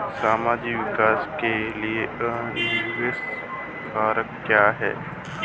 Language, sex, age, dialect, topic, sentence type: Hindi, male, 25-30, Marwari Dhudhari, banking, question